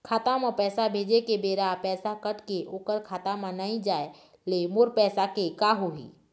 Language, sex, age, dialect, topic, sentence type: Chhattisgarhi, female, 25-30, Eastern, banking, question